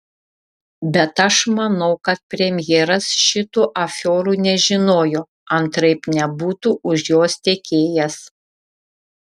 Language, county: Lithuanian, Šiauliai